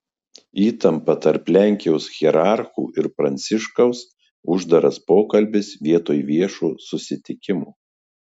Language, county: Lithuanian, Marijampolė